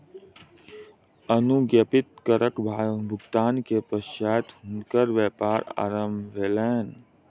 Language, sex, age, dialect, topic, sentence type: Maithili, male, 25-30, Southern/Standard, banking, statement